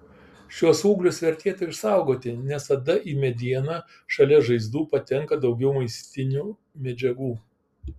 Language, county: Lithuanian, Kaunas